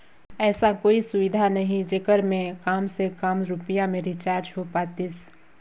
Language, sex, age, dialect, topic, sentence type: Chhattisgarhi, female, 25-30, Northern/Bhandar, banking, question